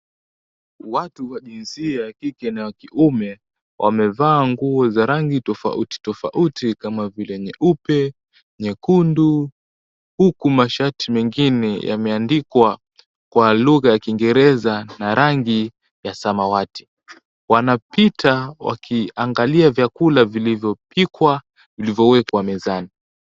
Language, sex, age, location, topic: Swahili, male, 18-24, Mombasa, agriculture